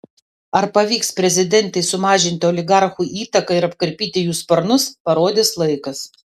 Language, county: Lithuanian, Vilnius